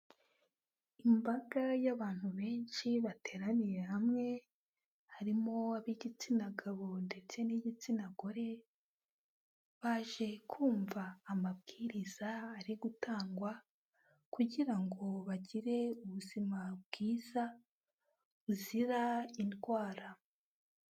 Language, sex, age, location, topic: Kinyarwanda, female, 18-24, Kigali, health